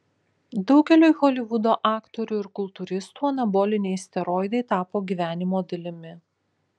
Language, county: Lithuanian, Kaunas